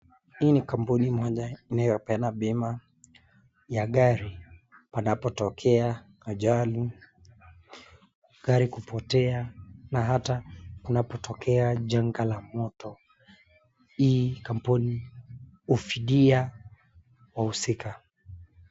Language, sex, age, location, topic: Swahili, male, 25-35, Nakuru, finance